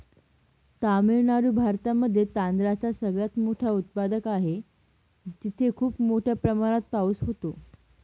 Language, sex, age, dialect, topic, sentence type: Marathi, female, 18-24, Northern Konkan, agriculture, statement